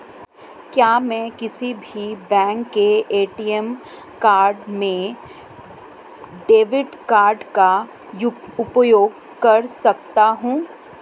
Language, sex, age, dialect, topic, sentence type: Hindi, female, 31-35, Marwari Dhudhari, banking, question